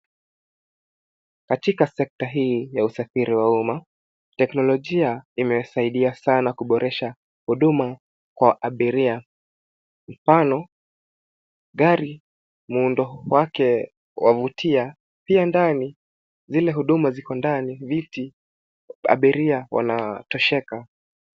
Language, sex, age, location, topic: Swahili, male, 18-24, Nairobi, government